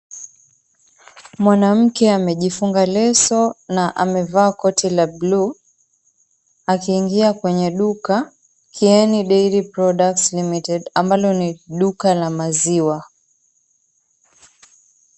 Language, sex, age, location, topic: Swahili, female, 25-35, Mombasa, finance